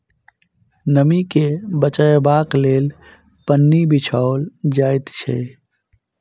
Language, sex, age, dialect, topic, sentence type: Maithili, male, 31-35, Southern/Standard, agriculture, statement